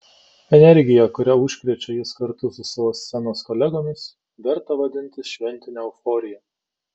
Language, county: Lithuanian, Kaunas